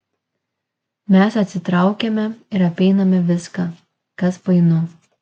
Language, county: Lithuanian, Kaunas